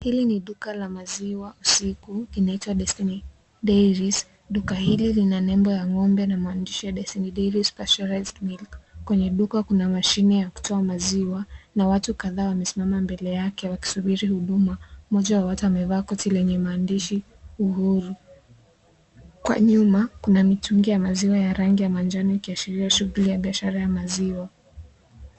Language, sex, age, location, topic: Swahili, female, 18-24, Kisii, agriculture